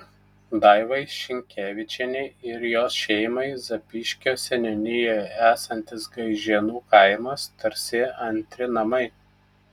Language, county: Lithuanian, Telšiai